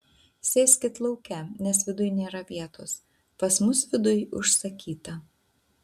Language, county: Lithuanian, Utena